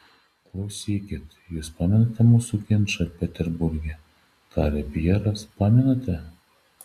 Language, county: Lithuanian, Šiauliai